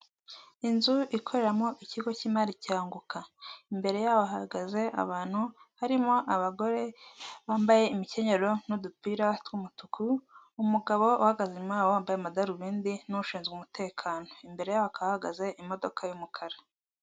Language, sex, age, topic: Kinyarwanda, male, 18-24, finance